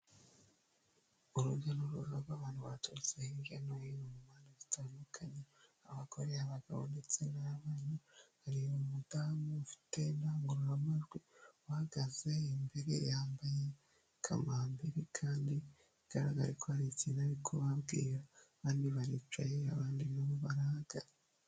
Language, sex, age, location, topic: Kinyarwanda, male, 25-35, Nyagatare, government